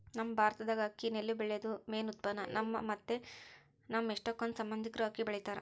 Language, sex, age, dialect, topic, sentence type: Kannada, female, 25-30, Central, agriculture, statement